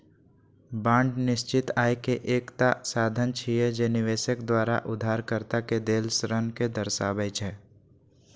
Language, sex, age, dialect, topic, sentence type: Maithili, male, 18-24, Eastern / Thethi, banking, statement